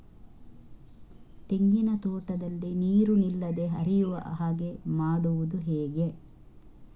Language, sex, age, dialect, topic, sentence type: Kannada, female, 46-50, Coastal/Dakshin, agriculture, question